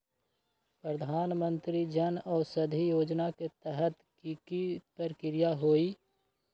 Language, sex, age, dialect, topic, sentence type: Magahi, male, 25-30, Western, banking, question